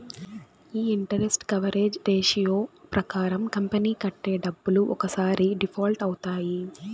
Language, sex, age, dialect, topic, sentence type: Telugu, female, 18-24, Southern, banking, statement